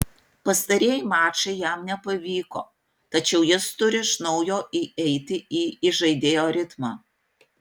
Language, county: Lithuanian, Panevėžys